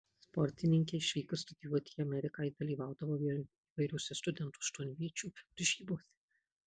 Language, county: Lithuanian, Marijampolė